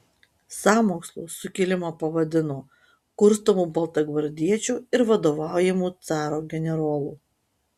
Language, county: Lithuanian, Utena